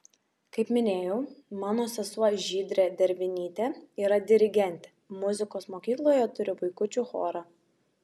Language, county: Lithuanian, Šiauliai